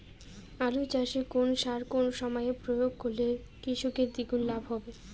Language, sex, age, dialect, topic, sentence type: Bengali, female, 31-35, Rajbangshi, agriculture, question